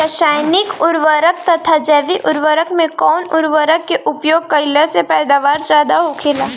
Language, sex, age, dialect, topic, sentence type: Bhojpuri, female, 18-24, Northern, agriculture, question